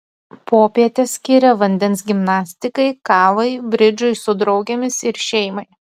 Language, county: Lithuanian, Utena